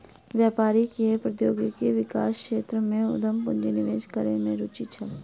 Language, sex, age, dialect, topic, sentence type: Maithili, female, 51-55, Southern/Standard, banking, statement